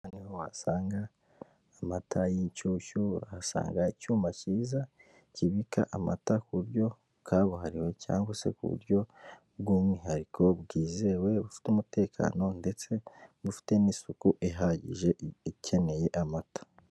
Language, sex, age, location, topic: Kinyarwanda, male, 25-35, Kigali, finance